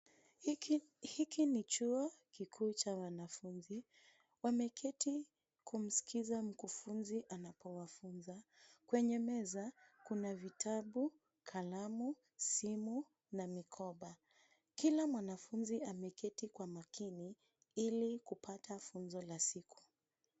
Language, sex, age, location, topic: Swahili, female, 25-35, Nairobi, education